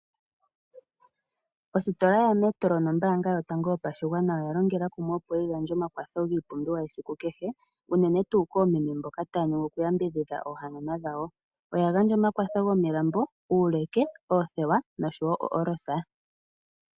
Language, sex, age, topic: Oshiwambo, female, 18-24, finance